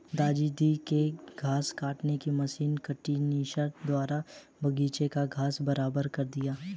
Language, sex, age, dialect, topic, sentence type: Hindi, male, 18-24, Hindustani Malvi Khadi Boli, agriculture, statement